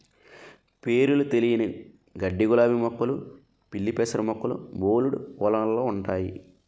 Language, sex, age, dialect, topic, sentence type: Telugu, male, 25-30, Utterandhra, agriculture, statement